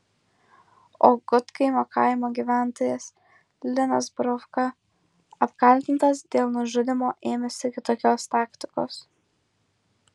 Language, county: Lithuanian, Kaunas